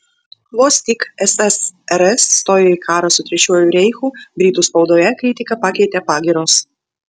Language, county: Lithuanian, Vilnius